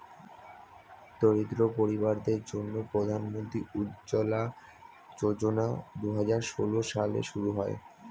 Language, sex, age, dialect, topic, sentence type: Bengali, male, 25-30, Standard Colloquial, agriculture, statement